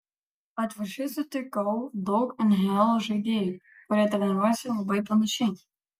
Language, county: Lithuanian, Kaunas